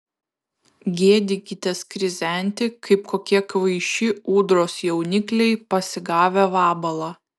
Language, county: Lithuanian, Kaunas